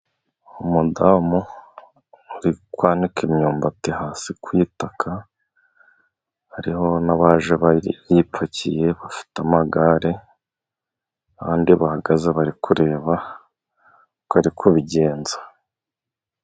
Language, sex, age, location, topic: Kinyarwanda, male, 25-35, Musanze, agriculture